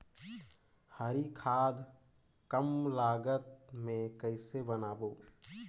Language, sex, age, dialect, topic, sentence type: Chhattisgarhi, male, 18-24, Northern/Bhandar, agriculture, question